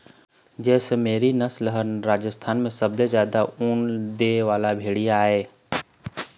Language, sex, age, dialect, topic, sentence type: Chhattisgarhi, male, 25-30, Eastern, agriculture, statement